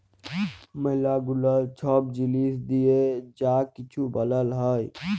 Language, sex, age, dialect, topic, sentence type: Bengali, male, 31-35, Jharkhandi, banking, statement